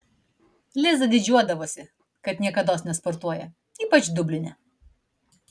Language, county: Lithuanian, Vilnius